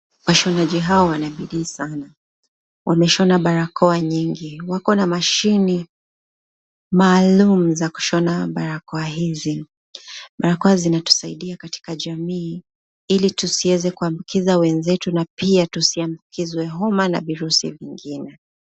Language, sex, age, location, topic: Swahili, female, 25-35, Nakuru, health